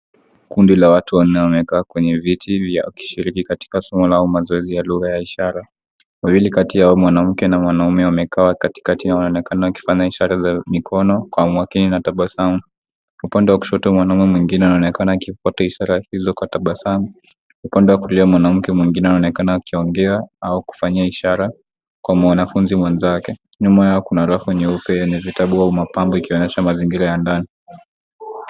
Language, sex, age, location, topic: Swahili, male, 18-24, Nairobi, education